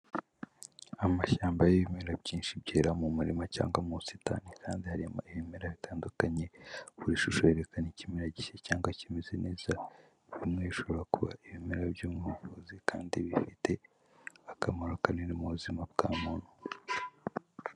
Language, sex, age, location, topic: Kinyarwanda, male, 18-24, Kigali, health